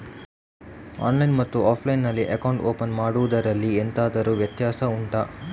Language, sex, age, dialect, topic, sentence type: Kannada, male, 36-40, Coastal/Dakshin, banking, question